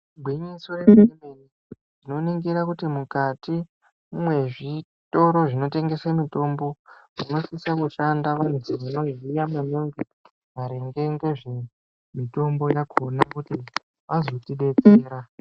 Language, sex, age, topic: Ndau, male, 25-35, health